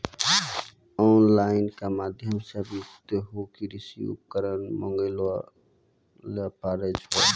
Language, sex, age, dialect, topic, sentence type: Maithili, male, 18-24, Angika, agriculture, statement